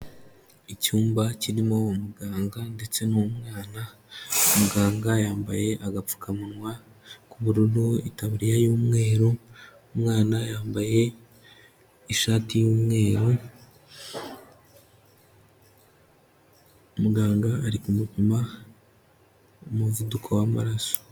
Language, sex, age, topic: Kinyarwanda, male, 25-35, health